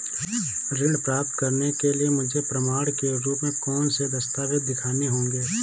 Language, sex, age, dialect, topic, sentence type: Hindi, male, 25-30, Awadhi Bundeli, banking, statement